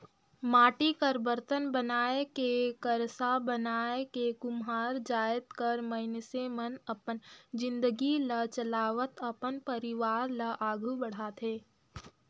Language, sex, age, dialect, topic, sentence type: Chhattisgarhi, female, 18-24, Northern/Bhandar, banking, statement